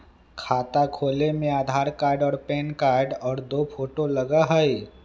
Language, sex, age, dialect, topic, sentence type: Magahi, male, 25-30, Western, banking, question